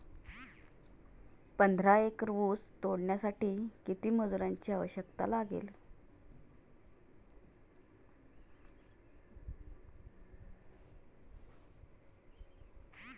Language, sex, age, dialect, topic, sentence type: Marathi, female, 36-40, Standard Marathi, agriculture, question